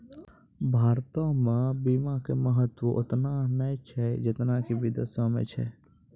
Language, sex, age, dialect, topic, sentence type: Maithili, male, 56-60, Angika, banking, statement